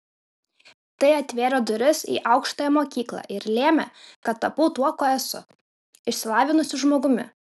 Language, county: Lithuanian, Kaunas